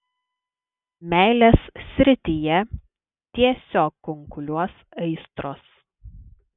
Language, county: Lithuanian, Klaipėda